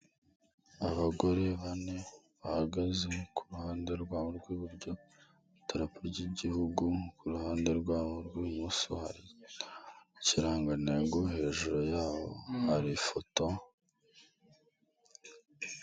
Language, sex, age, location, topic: Kinyarwanda, male, 18-24, Kigali, government